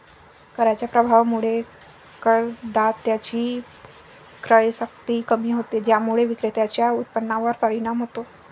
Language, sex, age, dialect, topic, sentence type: Marathi, female, 25-30, Varhadi, banking, statement